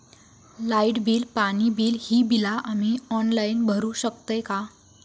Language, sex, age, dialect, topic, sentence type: Marathi, female, 18-24, Southern Konkan, banking, question